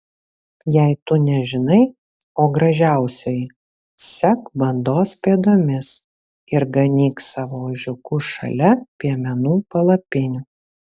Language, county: Lithuanian, Vilnius